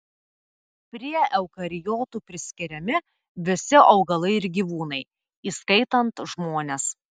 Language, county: Lithuanian, Telšiai